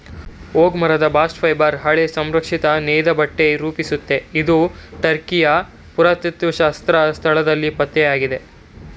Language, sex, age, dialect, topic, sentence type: Kannada, male, 31-35, Mysore Kannada, agriculture, statement